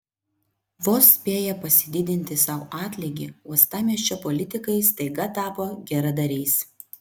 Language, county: Lithuanian, Vilnius